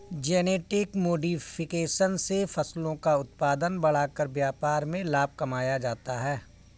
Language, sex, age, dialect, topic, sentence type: Hindi, male, 41-45, Awadhi Bundeli, agriculture, statement